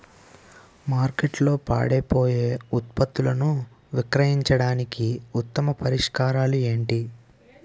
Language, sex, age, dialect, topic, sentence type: Telugu, male, 18-24, Utterandhra, agriculture, statement